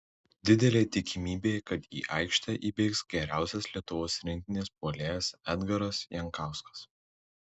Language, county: Lithuanian, Tauragė